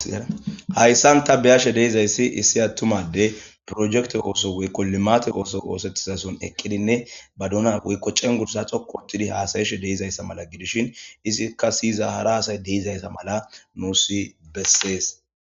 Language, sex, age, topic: Gamo, male, 18-24, government